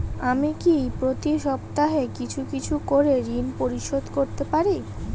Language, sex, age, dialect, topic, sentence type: Bengali, female, 31-35, Rajbangshi, banking, question